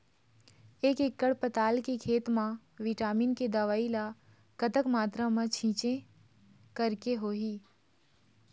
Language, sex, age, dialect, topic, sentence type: Chhattisgarhi, female, 25-30, Eastern, agriculture, question